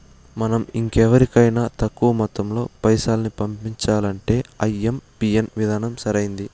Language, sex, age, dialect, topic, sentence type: Telugu, male, 18-24, Southern, banking, statement